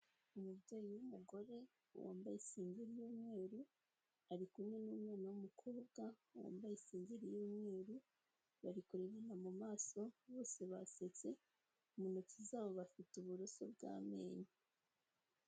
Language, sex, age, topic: Kinyarwanda, female, 18-24, health